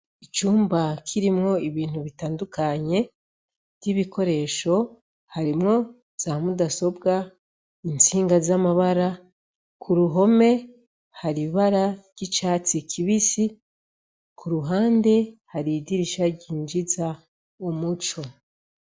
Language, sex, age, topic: Rundi, female, 36-49, education